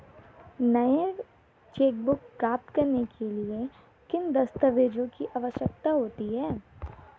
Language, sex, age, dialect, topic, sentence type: Hindi, female, 18-24, Marwari Dhudhari, banking, question